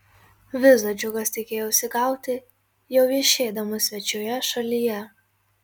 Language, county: Lithuanian, Marijampolė